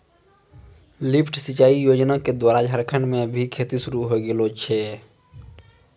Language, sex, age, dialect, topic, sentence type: Maithili, male, 18-24, Angika, agriculture, statement